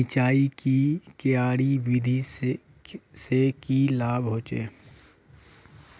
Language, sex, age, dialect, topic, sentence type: Magahi, male, 18-24, Northeastern/Surjapuri, agriculture, question